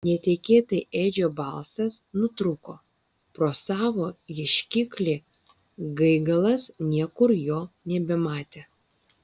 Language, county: Lithuanian, Vilnius